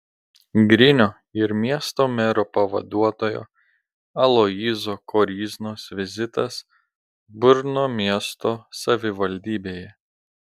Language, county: Lithuanian, Telšiai